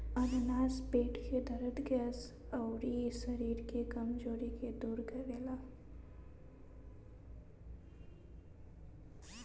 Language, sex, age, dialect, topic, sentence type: Bhojpuri, female, 18-24, Northern, agriculture, statement